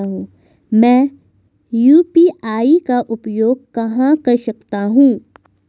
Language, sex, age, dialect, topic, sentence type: Hindi, female, 25-30, Marwari Dhudhari, banking, question